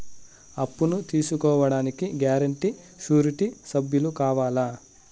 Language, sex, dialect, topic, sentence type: Telugu, male, Southern, banking, question